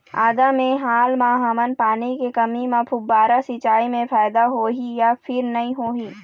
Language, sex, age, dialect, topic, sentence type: Chhattisgarhi, female, 25-30, Eastern, agriculture, question